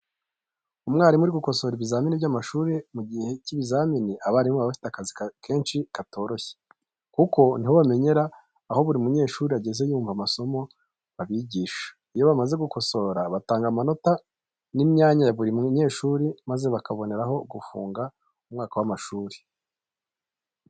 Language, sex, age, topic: Kinyarwanda, male, 25-35, education